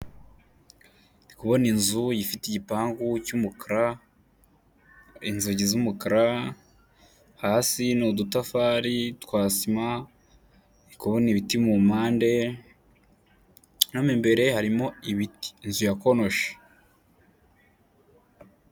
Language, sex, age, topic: Kinyarwanda, male, 18-24, government